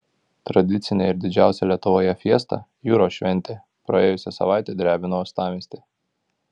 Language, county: Lithuanian, Kaunas